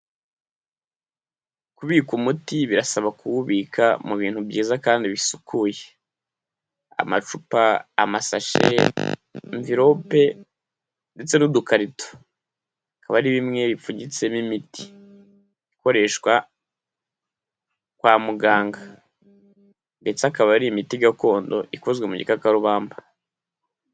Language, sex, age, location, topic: Kinyarwanda, male, 18-24, Huye, health